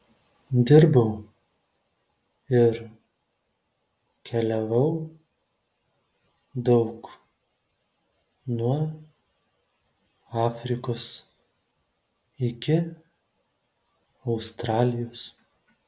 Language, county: Lithuanian, Telšiai